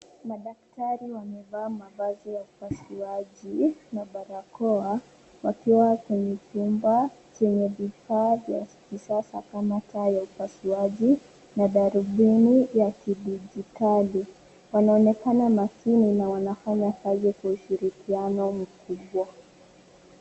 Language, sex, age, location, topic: Swahili, female, 25-35, Nairobi, health